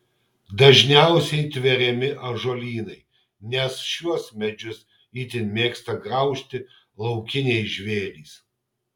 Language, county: Lithuanian, Kaunas